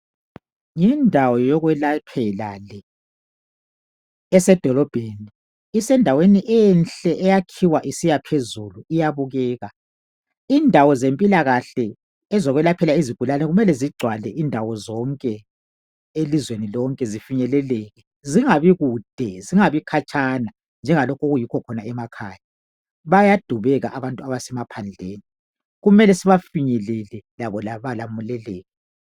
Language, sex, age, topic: North Ndebele, female, 50+, health